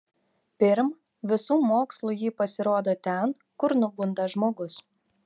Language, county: Lithuanian, Telšiai